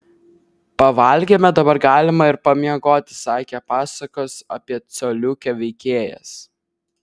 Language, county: Lithuanian, Vilnius